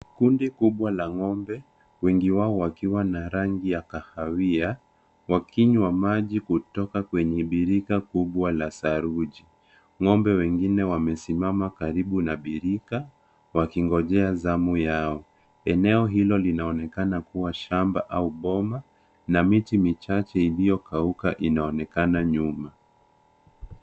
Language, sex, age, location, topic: Swahili, male, 18-24, Nairobi, government